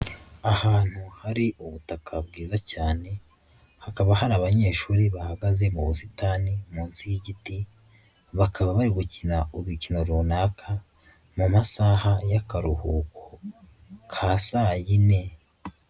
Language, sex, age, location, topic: Kinyarwanda, female, 18-24, Nyagatare, education